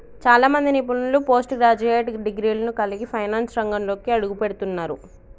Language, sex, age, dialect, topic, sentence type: Telugu, male, 56-60, Telangana, banking, statement